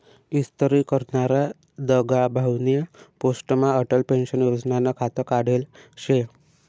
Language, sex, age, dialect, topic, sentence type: Marathi, male, 18-24, Northern Konkan, banking, statement